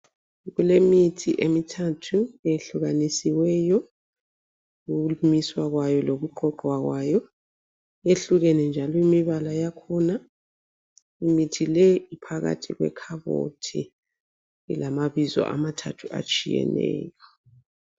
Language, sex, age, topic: North Ndebele, female, 36-49, health